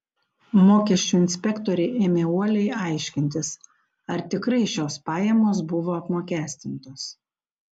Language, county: Lithuanian, Panevėžys